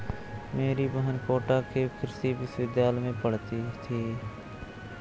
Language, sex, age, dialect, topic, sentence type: Hindi, male, 18-24, Awadhi Bundeli, agriculture, statement